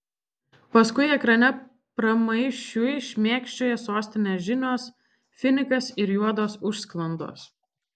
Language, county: Lithuanian, Alytus